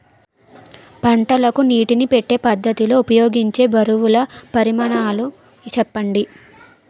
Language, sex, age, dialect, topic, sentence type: Telugu, female, 18-24, Utterandhra, agriculture, question